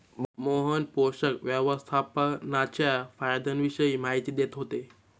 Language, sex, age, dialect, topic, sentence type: Marathi, male, 18-24, Standard Marathi, agriculture, statement